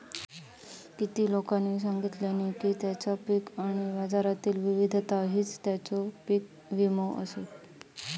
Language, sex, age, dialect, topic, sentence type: Marathi, female, 31-35, Southern Konkan, banking, statement